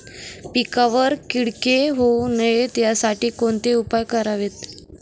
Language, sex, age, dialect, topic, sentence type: Marathi, female, 18-24, Northern Konkan, agriculture, question